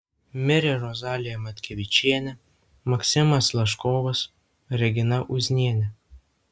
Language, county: Lithuanian, Vilnius